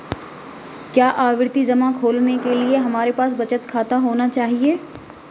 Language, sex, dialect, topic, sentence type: Hindi, female, Marwari Dhudhari, banking, question